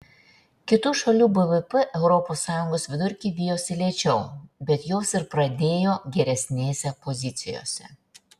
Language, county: Lithuanian, Šiauliai